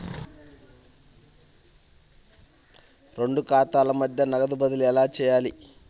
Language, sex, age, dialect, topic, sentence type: Telugu, male, 25-30, Central/Coastal, banking, question